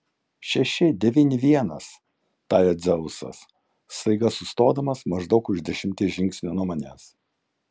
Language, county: Lithuanian, Kaunas